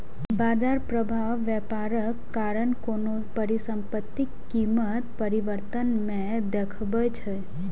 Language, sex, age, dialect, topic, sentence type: Maithili, female, 18-24, Eastern / Thethi, banking, statement